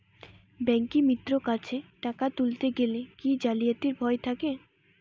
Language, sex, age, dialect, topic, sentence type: Bengali, female, 18-24, Western, banking, question